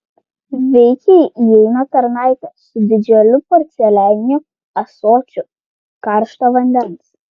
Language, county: Lithuanian, Klaipėda